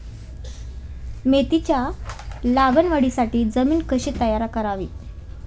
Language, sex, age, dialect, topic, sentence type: Marathi, female, 18-24, Standard Marathi, agriculture, question